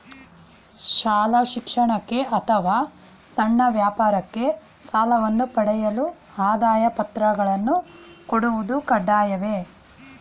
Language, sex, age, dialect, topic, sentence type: Kannada, female, 41-45, Mysore Kannada, banking, question